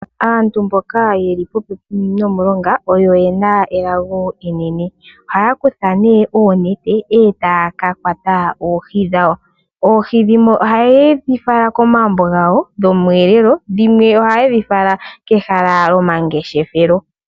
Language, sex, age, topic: Oshiwambo, female, 18-24, agriculture